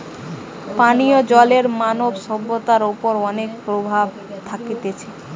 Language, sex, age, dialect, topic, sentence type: Bengali, female, 18-24, Western, agriculture, statement